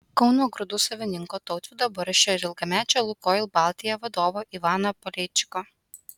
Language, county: Lithuanian, Utena